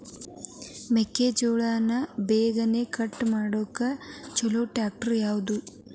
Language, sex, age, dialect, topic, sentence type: Kannada, female, 18-24, Dharwad Kannada, agriculture, question